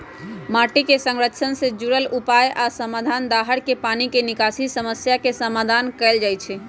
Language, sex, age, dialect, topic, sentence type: Magahi, female, 31-35, Western, agriculture, statement